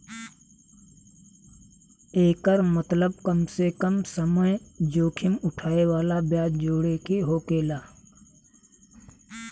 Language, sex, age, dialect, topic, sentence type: Bhojpuri, male, 36-40, Southern / Standard, banking, statement